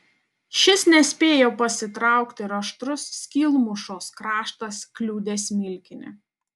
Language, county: Lithuanian, Panevėžys